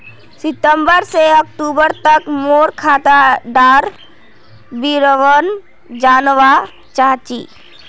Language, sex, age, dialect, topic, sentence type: Magahi, female, 18-24, Northeastern/Surjapuri, banking, question